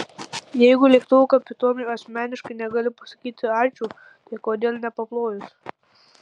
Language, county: Lithuanian, Tauragė